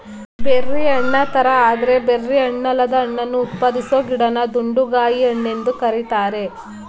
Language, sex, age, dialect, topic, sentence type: Kannada, female, 18-24, Mysore Kannada, agriculture, statement